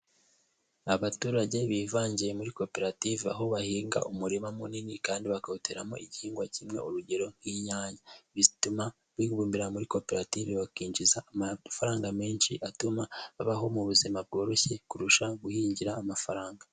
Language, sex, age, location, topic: Kinyarwanda, male, 18-24, Huye, agriculture